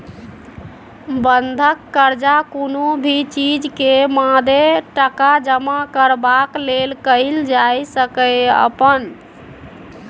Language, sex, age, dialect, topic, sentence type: Maithili, female, 31-35, Bajjika, banking, statement